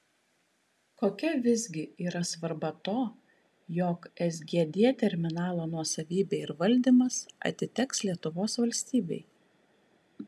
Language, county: Lithuanian, Kaunas